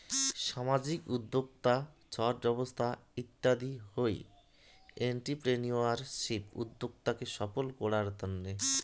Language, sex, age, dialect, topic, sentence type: Bengali, male, 31-35, Rajbangshi, banking, statement